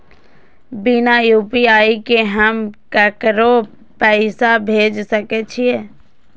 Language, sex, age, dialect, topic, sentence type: Maithili, female, 18-24, Eastern / Thethi, banking, question